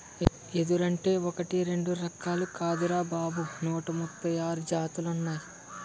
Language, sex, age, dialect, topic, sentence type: Telugu, male, 60-100, Utterandhra, agriculture, statement